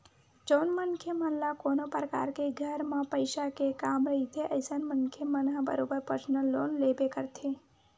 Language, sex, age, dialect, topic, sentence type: Chhattisgarhi, male, 18-24, Western/Budati/Khatahi, banking, statement